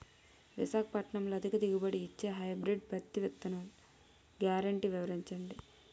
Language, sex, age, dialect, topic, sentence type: Telugu, female, 18-24, Utterandhra, agriculture, question